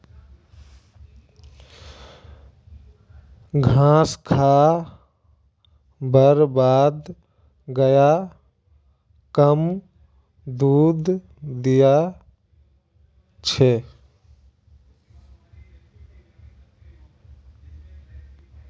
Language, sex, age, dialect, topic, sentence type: Magahi, male, 18-24, Northeastern/Surjapuri, agriculture, statement